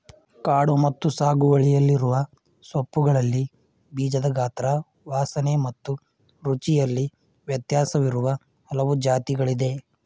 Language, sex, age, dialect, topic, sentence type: Kannada, male, 18-24, Mysore Kannada, agriculture, statement